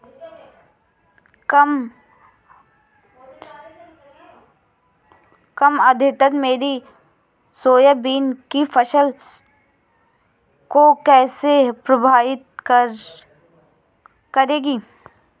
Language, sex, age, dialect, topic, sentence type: Hindi, female, 25-30, Awadhi Bundeli, agriculture, question